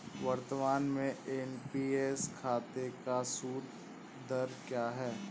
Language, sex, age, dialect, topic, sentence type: Hindi, male, 18-24, Awadhi Bundeli, banking, statement